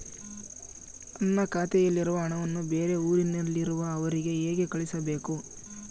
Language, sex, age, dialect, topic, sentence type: Kannada, male, 25-30, Central, banking, question